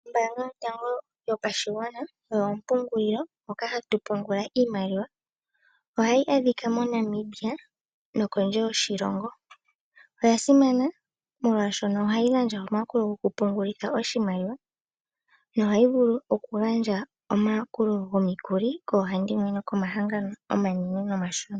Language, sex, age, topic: Oshiwambo, female, 18-24, finance